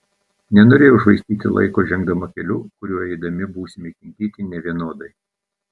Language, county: Lithuanian, Telšiai